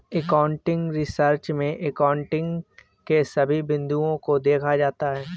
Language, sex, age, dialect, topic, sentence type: Hindi, male, 18-24, Awadhi Bundeli, banking, statement